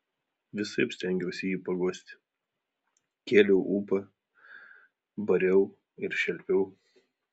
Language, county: Lithuanian, Utena